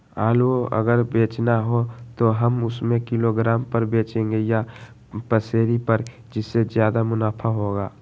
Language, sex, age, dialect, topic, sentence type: Magahi, male, 18-24, Western, agriculture, question